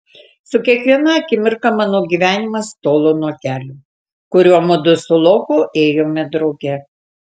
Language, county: Lithuanian, Tauragė